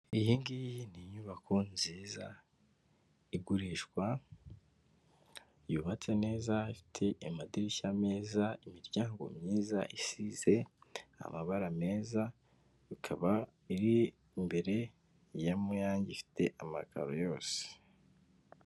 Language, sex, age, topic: Kinyarwanda, male, 25-35, finance